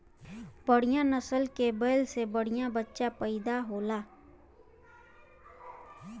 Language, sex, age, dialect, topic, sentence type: Bhojpuri, female, 25-30, Western, agriculture, statement